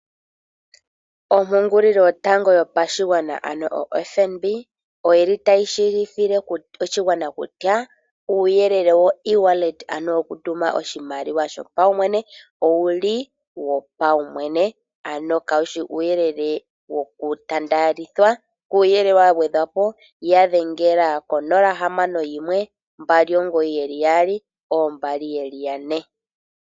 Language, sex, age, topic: Oshiwambo, female, 18-24, finance